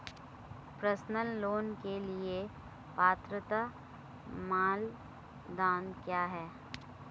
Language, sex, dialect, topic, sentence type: Hindi, female, Marwari Dhudhari, banking, question